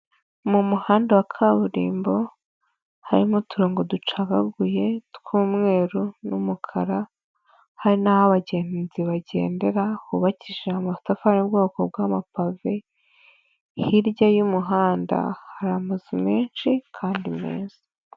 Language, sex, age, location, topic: Kinyarwanda, female, 25-35, Nyagatare, agriculture